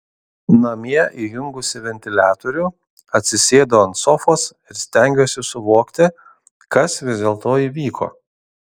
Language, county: Lithuanian, Kaunas